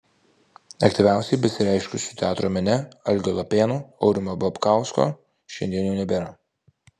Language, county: Lithuanian, Vilnius